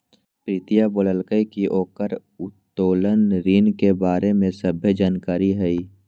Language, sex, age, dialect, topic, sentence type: Magahi, male, 25-30, Western, banking, statement